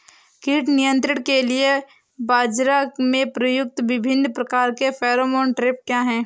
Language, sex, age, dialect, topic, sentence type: Hindi, female, 18-24, Awadhi Bundeli, agriculture, question